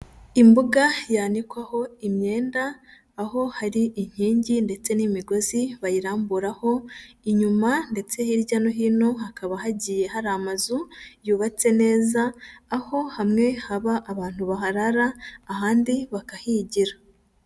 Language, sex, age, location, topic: Kinyarwanda, female, 25-35, Huye, education